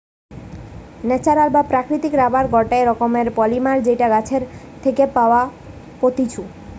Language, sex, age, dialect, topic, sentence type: Bengali, female, 31-35, Western, agriculture, statement